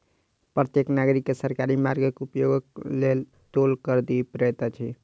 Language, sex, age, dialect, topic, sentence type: Maithili, male, 36-40, Southern/Standard, banking, statement